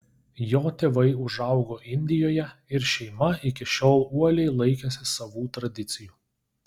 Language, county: Lithuanian, Kaunas